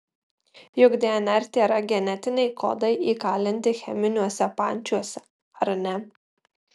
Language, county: Lithuanian, Marijampolė